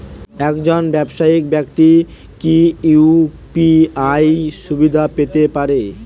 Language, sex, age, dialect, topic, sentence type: Bengali, male, 18-24, Western, banking, question